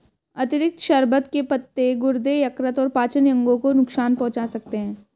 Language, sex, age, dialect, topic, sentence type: Hindi, female, 25-30, Hindustani Malvi Khadi Boli, agriculture, statement